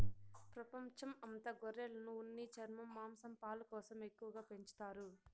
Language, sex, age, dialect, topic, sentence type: Telugu, female, 60-100, Southern, agriculture, statement